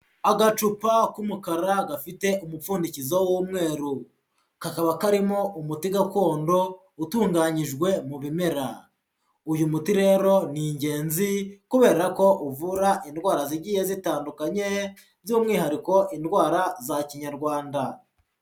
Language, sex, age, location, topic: Kinyarwanda, male, 25-35, Huye, health